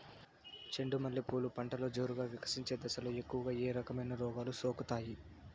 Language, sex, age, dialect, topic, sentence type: Telugu, male, 18-24, Southern, agriculture, question